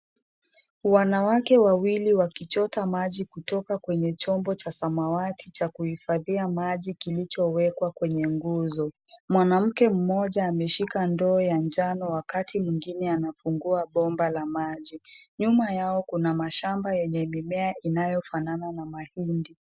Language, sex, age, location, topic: Swahili, female, 25-35, Kisii, health